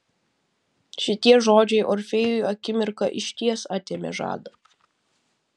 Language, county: Lithuanian, Vilnius